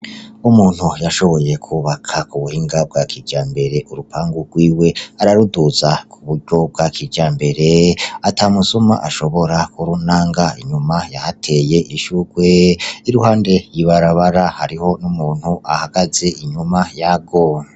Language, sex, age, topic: Rundi, male, 36-49, agriculture